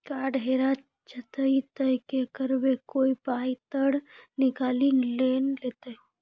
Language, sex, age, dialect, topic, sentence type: Maithili, female, 18-24, Angika, banking, question